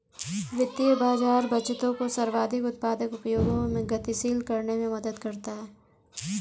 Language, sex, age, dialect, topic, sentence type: Hindi, female, 18-24, Kanauji Braj Bhasha, banking, statement